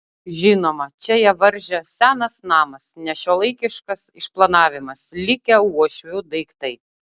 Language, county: Lithuanian, Utena